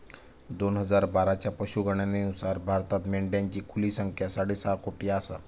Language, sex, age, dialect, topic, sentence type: Marathi, male, 18-24, Southern Konkan, agriculture, statement